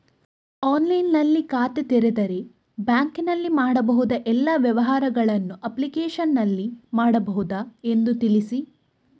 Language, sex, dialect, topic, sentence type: Kannada, female, Coastal/Dakshin, banking, question